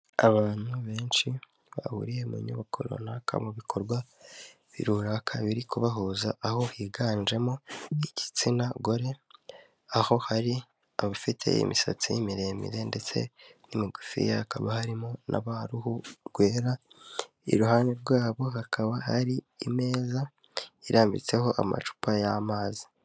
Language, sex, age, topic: Kinyarwanda, male, 18-24, health